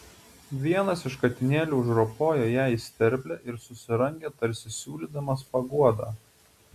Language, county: Lithuanian, Utena